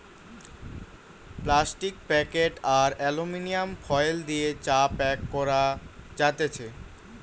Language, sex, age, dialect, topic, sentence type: Bengali, male, <18, Western, agriculture, statement